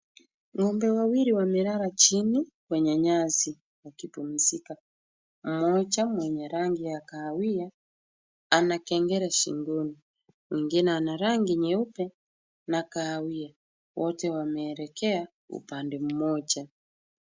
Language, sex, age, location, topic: Swahili, female, 25-35, Kisumu, agriculture